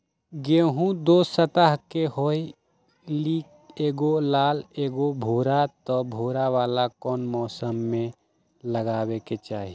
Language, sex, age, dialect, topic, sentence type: Magahi, male, 60-100, Western, agriculture, question